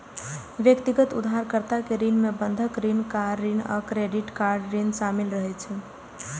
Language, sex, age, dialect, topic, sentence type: Maithili, female, 18-24, Eastern / Thethi, banking, statement